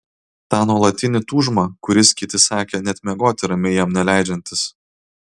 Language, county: Lithuanian, Kaunas